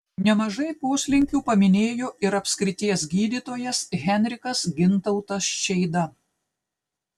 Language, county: Lithuanian, Telšiai